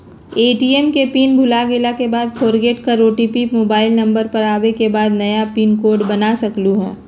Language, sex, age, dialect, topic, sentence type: Magahi, female, 31-35, Western, banking, question